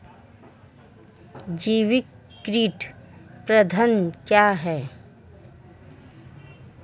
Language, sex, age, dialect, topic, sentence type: Hindi, female, 31-35, Marwari Dhudhari, agriculture, question